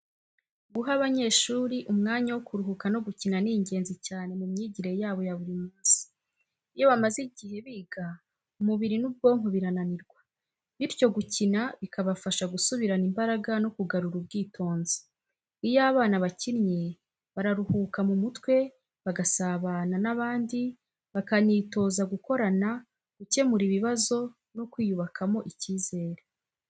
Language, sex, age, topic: Kinyarwanda, female, 25-35, education